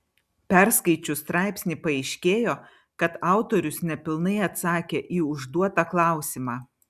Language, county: Lithuanian, Vilnius